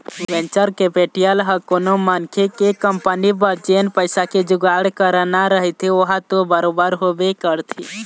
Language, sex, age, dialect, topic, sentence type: Chhattisgarhi, male, 18-24, Eastern, banking, statement